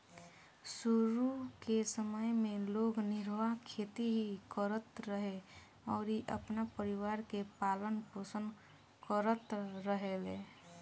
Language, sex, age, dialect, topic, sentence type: Bhojpuri, female, <18, Southern / Standard, agriculture, statement